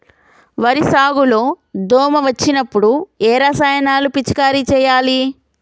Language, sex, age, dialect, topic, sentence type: Telugu, female, 25-30, Telangana, agriculture, question